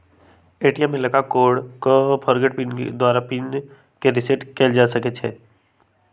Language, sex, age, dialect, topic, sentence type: Magahi, male, 18-24, Western, banking, statement